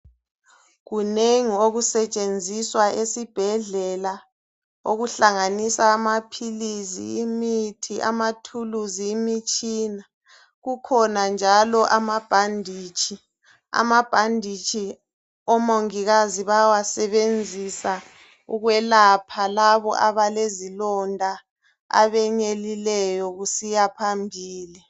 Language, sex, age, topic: North Ndebele, male, 36-49, health